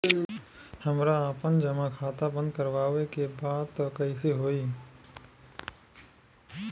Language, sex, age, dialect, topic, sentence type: Bhojpuri, male, 25-30, Southern / Standard, banking, question